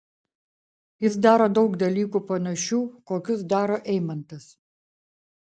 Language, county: Lithuanian, Vilnius